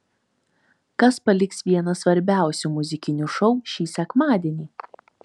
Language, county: Lithuanian, Telšiai